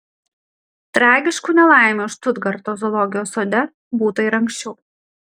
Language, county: Lithuanian, Kaunas